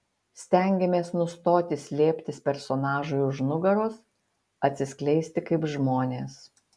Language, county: Lithuanian, Utena